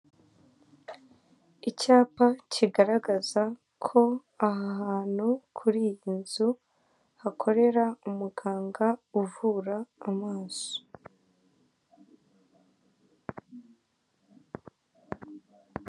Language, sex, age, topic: Kinyarwanda, female, 18-24, government